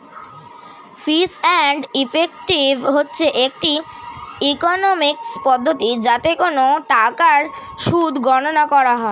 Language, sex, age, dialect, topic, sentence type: Bengali, male, <18, Standard Colloquial, banking, statement